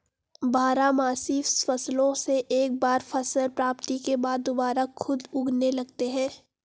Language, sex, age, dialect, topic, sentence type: Hindi, female, 18-24, Hindustani Malvi Khadi Boli, agriculture, statement